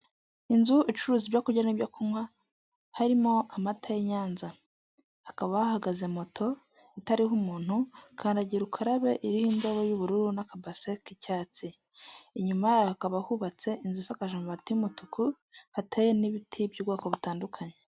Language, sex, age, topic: Kinyarwanda, female, 25-35, finance